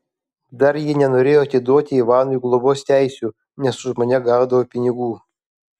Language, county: Lithuanian, Kaunas